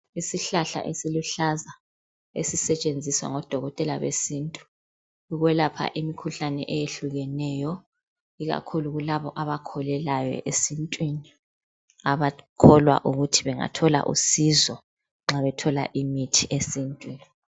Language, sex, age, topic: North Ndebele, female, 25-35, health